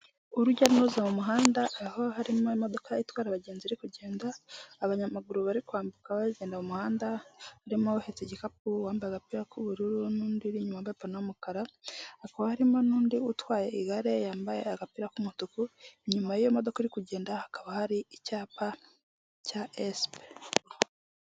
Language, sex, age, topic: Kinyarwanda, female, 25-35, government